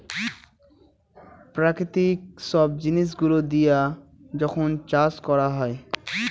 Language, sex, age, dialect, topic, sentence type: Bengali, male, 18-24, Northern/Varendri, agriculture, statement